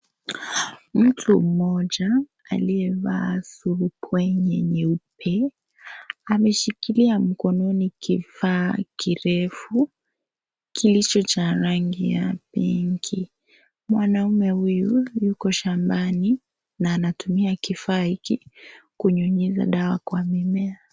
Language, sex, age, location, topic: Swahili, female, 25-35, Kisii, health